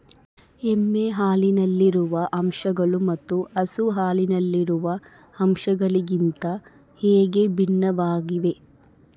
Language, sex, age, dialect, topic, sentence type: Kannada, female, 25-30, Central, agriculture, question